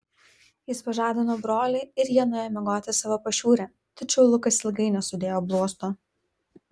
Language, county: Lithuanian, Vilnius